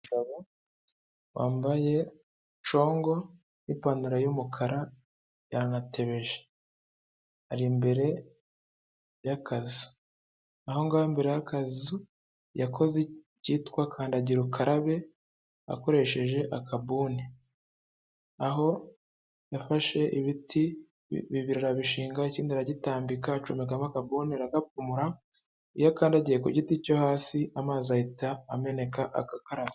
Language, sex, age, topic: Kinyarwanda, male, 25-35, health